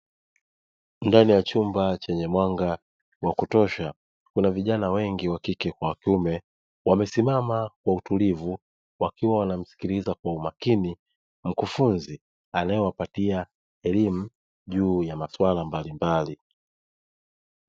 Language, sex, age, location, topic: Swahili, male, 18-24, Dar es Salaam, education